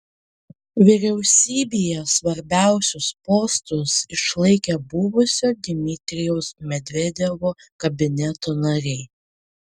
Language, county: Lithuanian, Panevėžys